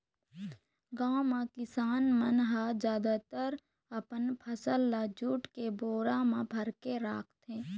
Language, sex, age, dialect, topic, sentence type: Chhattisgarhi, female, 51-55, Eastern, agriculture, statement